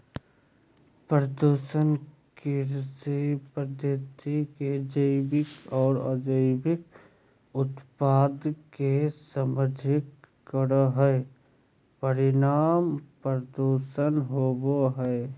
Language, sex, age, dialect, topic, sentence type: Magahi, male, 31-35, Southern, agriculture, statement